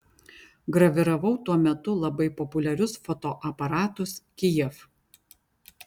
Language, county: Lithuanian, Vilnius